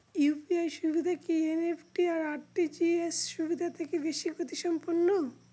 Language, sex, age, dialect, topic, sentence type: Bengali, male, 46-50, Northern/Varendri, banking, question